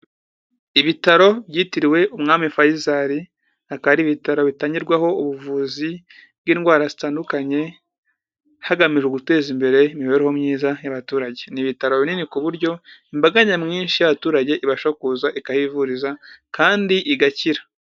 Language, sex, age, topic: Kinyarwanda, male, 18-24, health